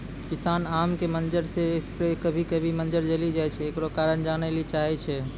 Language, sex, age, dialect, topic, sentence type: Maithili, male, 18-24, Angika, agriculture, question